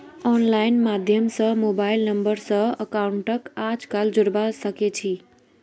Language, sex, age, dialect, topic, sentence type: Magahi, female, 36-40, Northeastern/Surjapuri, banking, statement